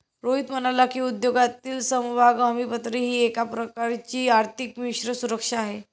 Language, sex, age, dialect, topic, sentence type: Marathi, female, 18-24, Standard Marathi, banking, statement